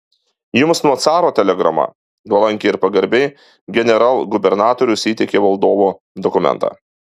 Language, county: Lithuanian, Alytus